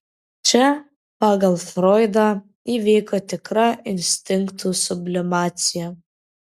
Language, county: Lithuanian, Vilnius